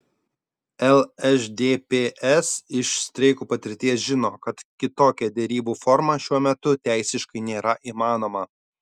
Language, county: Lithuanian, Šiauliai